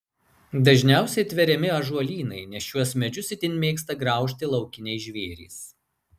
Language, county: Lithuanian, Marijampolė